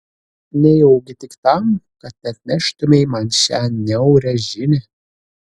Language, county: Lithuanian, Kaunas